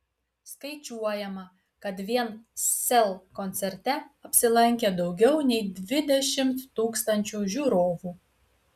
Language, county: Lithuanian, Utena